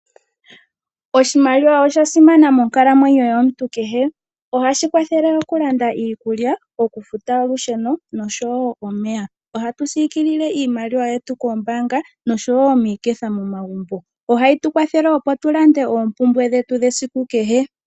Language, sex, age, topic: Oshiwambo, female, 18-24, finance